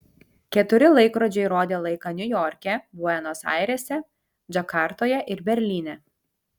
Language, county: Lithuanian, Kaunas